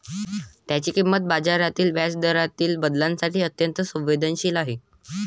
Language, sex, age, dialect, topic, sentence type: Marathi, male, 18-24, Varhadi, banking, statement